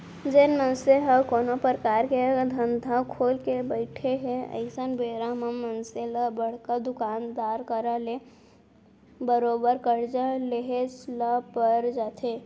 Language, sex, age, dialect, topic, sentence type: Chhattisgarhi, female, 18-24, Central, banking, statement